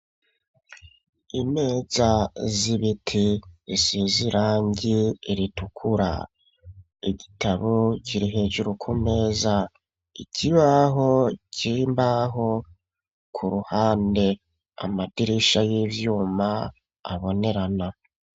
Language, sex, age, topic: Rundi, male, 36-49, education